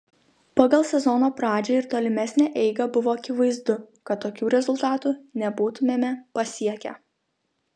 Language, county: Lithuanian, Kaunas